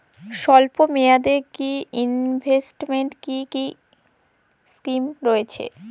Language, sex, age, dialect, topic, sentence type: Bengali, female, 18-24, Jharkhandi, banking, question